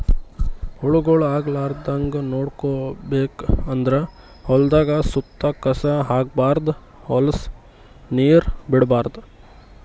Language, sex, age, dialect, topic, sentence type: Kannada, male, 18-24, Northeastern, agriculture, statement